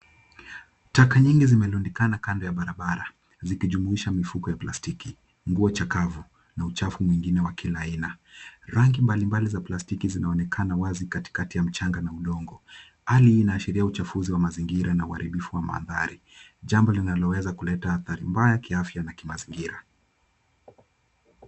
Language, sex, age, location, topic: Swahili, male, 18-24, Kisumu, government